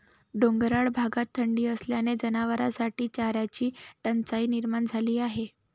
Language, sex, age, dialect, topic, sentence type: Marathi, female, 18-24, Varhadi, agriculture, statement